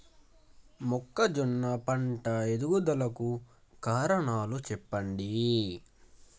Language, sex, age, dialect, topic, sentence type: Telugu, male, 18-24, Telangana, agriculture, question